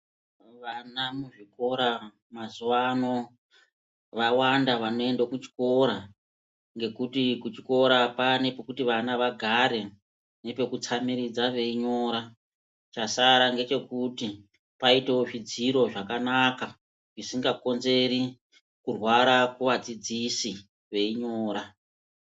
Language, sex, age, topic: Ndau, female, 50+, education